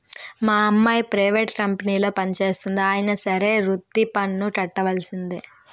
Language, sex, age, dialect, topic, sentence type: Telugu, female, 18-24, Utterandhra, banking, statement